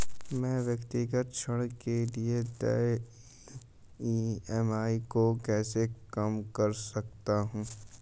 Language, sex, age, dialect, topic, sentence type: Hindi, male, 25-30, Hindustani Malvi Khadi Boli, banking, question